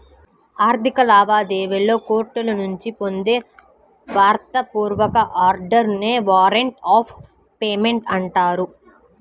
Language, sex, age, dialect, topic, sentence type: Telugu, female, 31-35, Central/Coastal, banking, statement